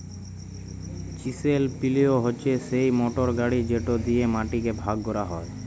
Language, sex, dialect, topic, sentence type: Bengali, male, Jharkhandi, agriculture, statement